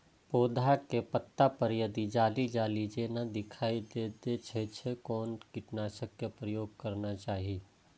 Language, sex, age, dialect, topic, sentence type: Maithili, male, 36-40, Eastern / Thethi, agriculture, question